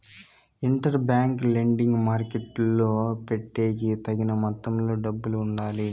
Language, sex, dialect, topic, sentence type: Telugu, male, Southern, banking, statement